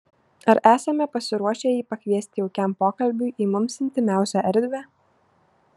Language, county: Lithuanian, Šiauliai